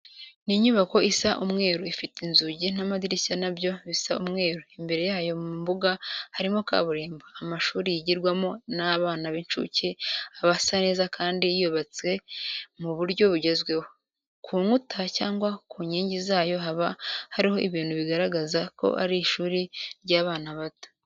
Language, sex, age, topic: Kinyarwanda, female, 18-24, education